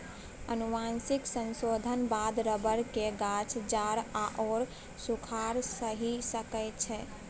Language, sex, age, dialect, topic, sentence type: Maithili, female, 18-24, Bajjika, agriculture, statement